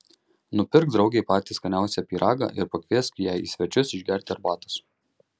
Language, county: Lithuanian, Marijampolė